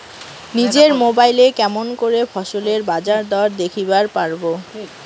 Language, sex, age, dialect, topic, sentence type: Bengali, female, 18-24, Rajbangshi, agriculture, question